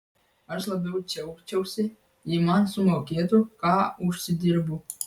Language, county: Lithuanian, Vilnius